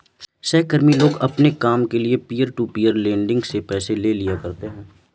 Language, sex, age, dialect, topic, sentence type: Hindi, male, 18-24, Awadhi Bundeli, banking, statement